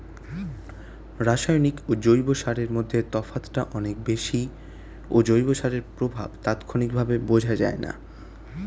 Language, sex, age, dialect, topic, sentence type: Bengali, male, 18-24, Standard Colloquial, agriculture, question